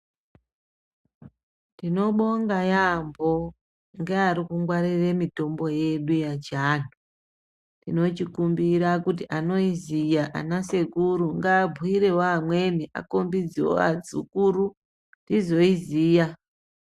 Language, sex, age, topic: Ndau, female, 36-49, health